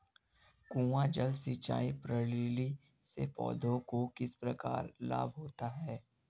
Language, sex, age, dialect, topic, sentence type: Hindi, male, 60-100, Kanauji Braj Bhasha, agriculture, question